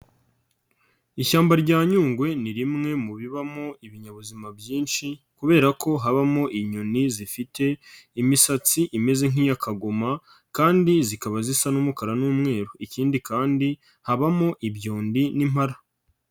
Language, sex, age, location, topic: Kinyarwanda, male, 25-35, Nyagatare, agriculture